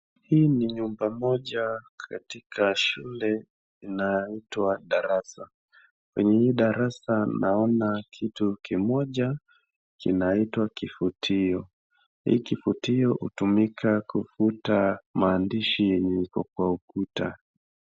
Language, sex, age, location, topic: Swahili, male, 25-35, Wajir, education